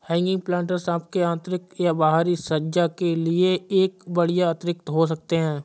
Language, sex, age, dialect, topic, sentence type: Hindi, male, 25-30, Awadhi Bundeli, agriculture, statement